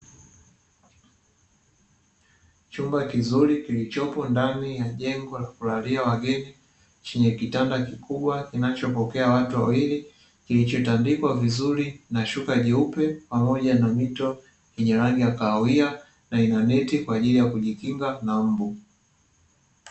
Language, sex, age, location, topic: Swahili, male, 18-24, Dar es Salaam, finance